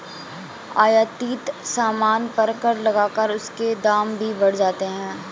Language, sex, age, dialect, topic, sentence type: Hindi, female, 18-24, Marwari Dhudhari, banking, statement